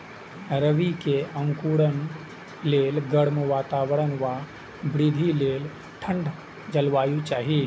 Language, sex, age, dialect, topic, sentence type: Maithili, male, 25-30, Eastern / Thethi, agriculture, statement